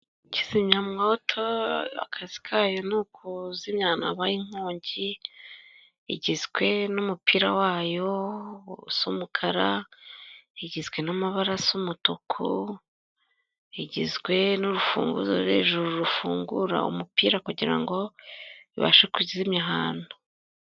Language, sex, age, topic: Kinyarwanda, female, 25-35, government